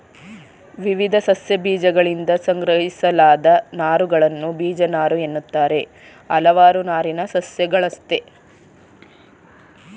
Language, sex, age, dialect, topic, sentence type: Kannada, female, 31-35, Mysore Kannada, agriculture, statement